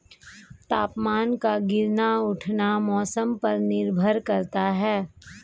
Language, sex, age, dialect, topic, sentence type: Hindi, female, 41-45, Hindustani Malvi Khadi Boli, agriculture, statement